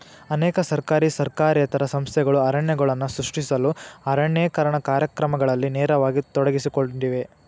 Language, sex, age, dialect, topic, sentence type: Kannada, male, 18-24, Dharwad Kannada, agriculture, statement